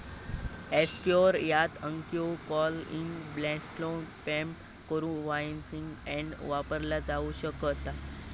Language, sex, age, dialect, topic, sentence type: Marathi, male, 18-24, Southern Konkan, banking, statement